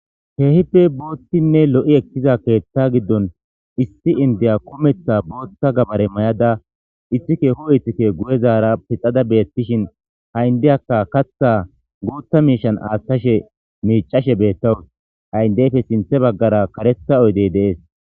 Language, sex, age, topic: Gamo, male, 25-35, government